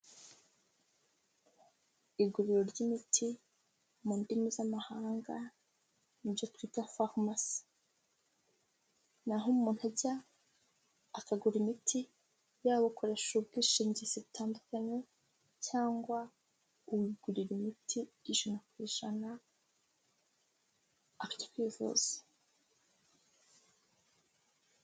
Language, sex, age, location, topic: Kinyarwanda, female, 18-24, Huye, health